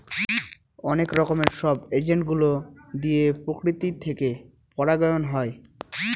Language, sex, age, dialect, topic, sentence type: Bengali, male, 18-24, Northern/Varendri, agriculture, statement